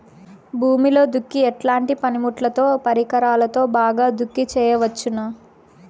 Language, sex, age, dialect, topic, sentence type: Telugu, female, 18-24, Southern, agriculture, question